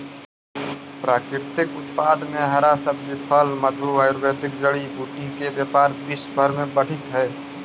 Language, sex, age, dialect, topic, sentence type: Magahi, male, 18-24, Central/Standard, banking, statement